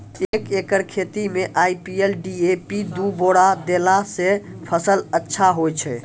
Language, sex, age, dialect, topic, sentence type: Maithili, female, 46-50, Angika, agriculture, question